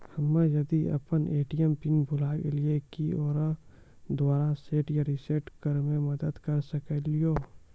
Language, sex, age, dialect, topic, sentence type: Maithili, male, 18-24, Angika, banking, question